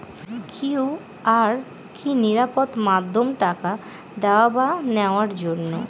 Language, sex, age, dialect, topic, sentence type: Bengali, female, 18-24, Northern/Varendri, banking, question